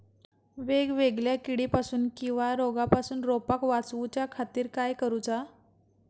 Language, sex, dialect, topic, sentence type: Marathi, female, Southern Konkan, agriculture, question